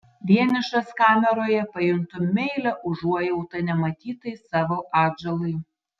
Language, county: Lithuanian, Tauragė